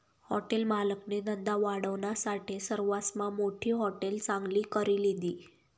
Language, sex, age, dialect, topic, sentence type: Marathi, female, 18-24, Northern Konkan, banking, statement